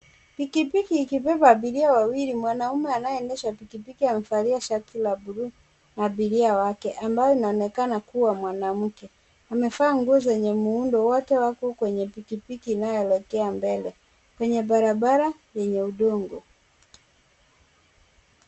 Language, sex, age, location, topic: Swahili, female, 18-24, Kisumu, finance